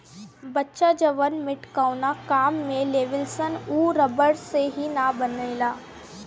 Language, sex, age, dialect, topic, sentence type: Bhojpuri, female, <18, Southern / Standard, agriculture, statement